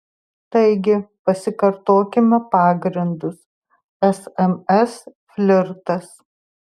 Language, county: Lithuanian, Tauragė